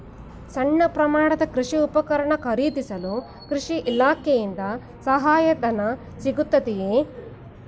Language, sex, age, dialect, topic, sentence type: Kannada, female, 41-45, Mysore Kannada, agriculture, question